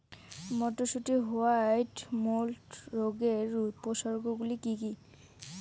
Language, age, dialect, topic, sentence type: Bengali, <18, Rajbangshi, agriculture, question